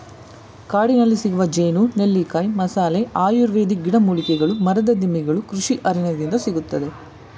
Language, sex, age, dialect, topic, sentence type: Kannada, male, 18-24, Mysore Kannada, agriculture, statement